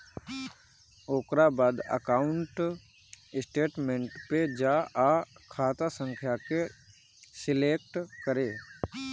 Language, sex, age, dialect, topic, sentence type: Bhojpuri, male, 31-35, Northern, banking, statement